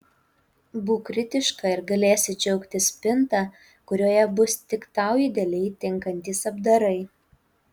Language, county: Lithuanian, Utena